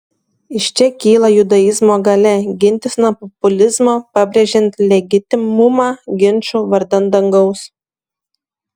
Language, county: Lithuanian, Šiauliai